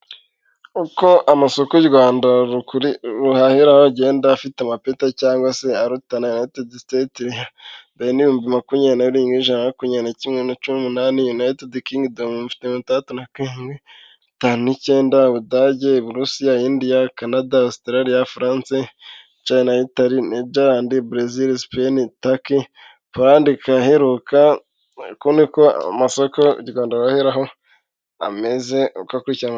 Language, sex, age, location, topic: Kinyarwanda, male, 18-24, Huye, finance